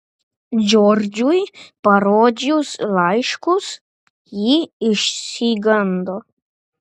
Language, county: Lithuanian, Panevėžys